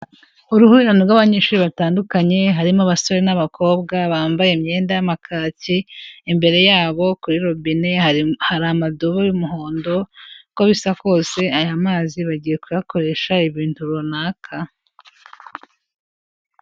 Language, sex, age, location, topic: Kinyarwanda, female, 18-24, Kigali, health